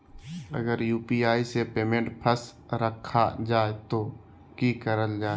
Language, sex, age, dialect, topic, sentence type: Magahi, male, 18-24, Southern, banking, question